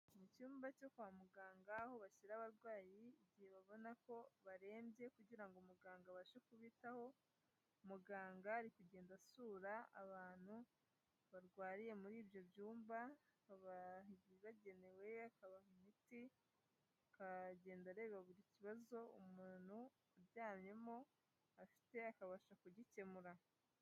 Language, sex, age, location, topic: Kinyarwanda, female, 18-24, Huye, health